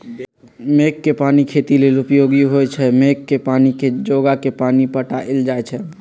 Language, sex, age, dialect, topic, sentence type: Magahi, male, 56-60, Western, agriculture, statement